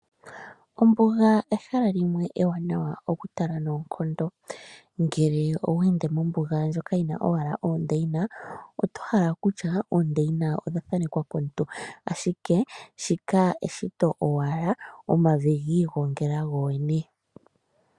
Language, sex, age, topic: Oshiwambo, female, 25-35, agriculture